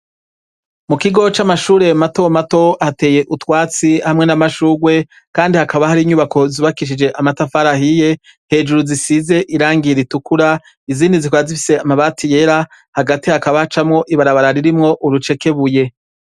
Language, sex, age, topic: Rundi, male, 36-49, education